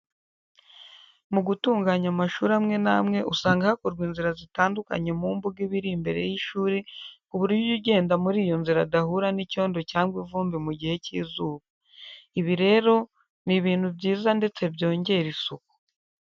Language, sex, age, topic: Kinyarwanda, female, 25-35, education